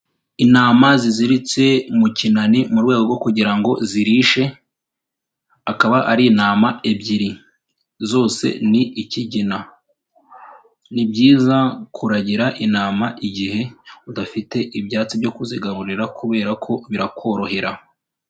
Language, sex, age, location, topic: Kinyarwanda, female, 18-24, Kigali, agriculture